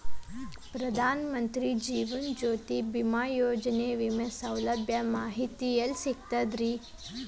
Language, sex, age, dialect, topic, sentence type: Kannada, male, 18-24, Dharwad Kannada, banking, question